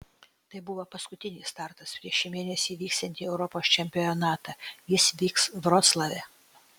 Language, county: Lithuanian, Utena